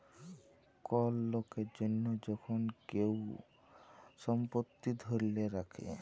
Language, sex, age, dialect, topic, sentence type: Bengali, male, 18-24, Jharkhandi, banking, statement